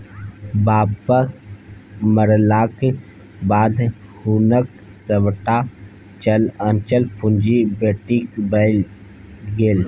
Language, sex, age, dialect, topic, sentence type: Maithili, male, 31-35, Bajjika, banking, statement